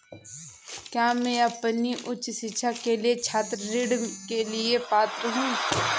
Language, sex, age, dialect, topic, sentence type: Hindi, female, 18-24, Awadhi Bundeli, banking, statement